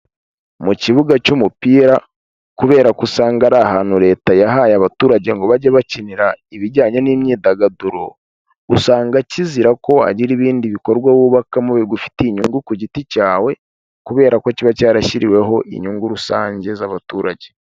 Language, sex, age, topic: Kinyarwanda, male, 25-35, government